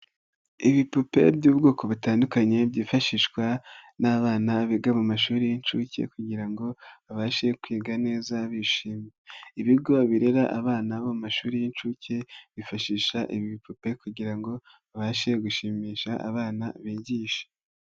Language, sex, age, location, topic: Kinyarwanda, female, 18-24, Nyagatare, education